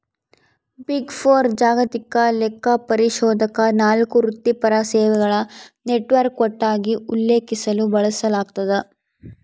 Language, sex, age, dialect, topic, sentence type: Kannada, female, 51-55, Central, banking, statement